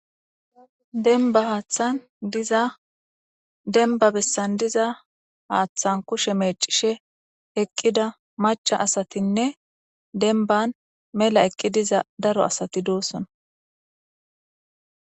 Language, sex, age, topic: Gamo, female, 18-24, government